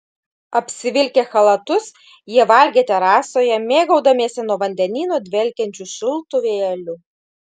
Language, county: Lithuanian, Klaipėda